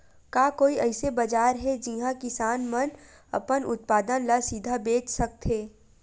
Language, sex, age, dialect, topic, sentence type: Chhattisgarhi, female, 18-24, Western/Budati/Khatahi, agriculture, statement